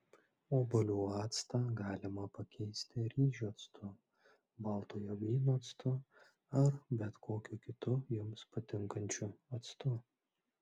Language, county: Lithuanian, Klaipėda